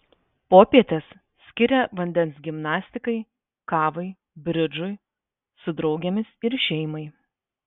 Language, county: Lithuanian, Vilnius